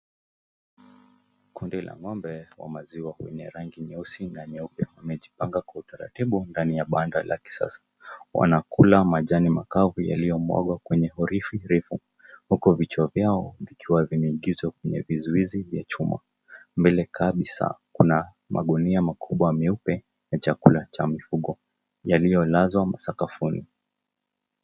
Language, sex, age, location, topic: Swahili, male, 25-35, Nakuru, agriculture